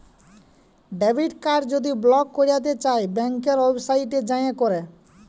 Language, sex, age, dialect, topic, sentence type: Bengali, male, 18-24, Jharkhandi, banking, statement